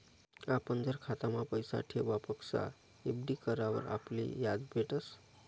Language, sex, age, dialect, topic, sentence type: Marathi, male, 31-35, Northern Konkan, banking, statement